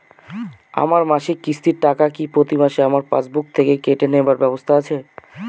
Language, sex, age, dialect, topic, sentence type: Bengali, male, 25-30, Northern/Varendri, banking, question